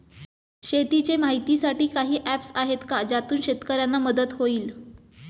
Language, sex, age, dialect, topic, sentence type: Marathi, female, 25-30, Standard Marathi, agriculture, question